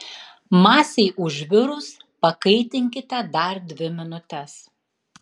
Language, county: Lithuanian, Tauragė